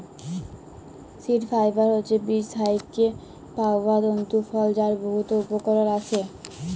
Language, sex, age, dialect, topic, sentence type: Bengali, female, 18-24, Jharkhandi, agriculture, statement